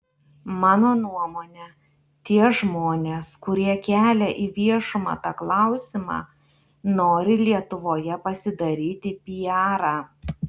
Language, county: Lithuanian, Klaipėda